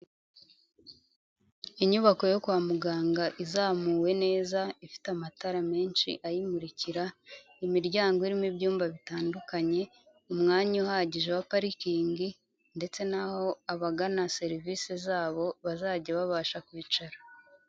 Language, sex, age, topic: Kinyarwanda, female, 25-35, health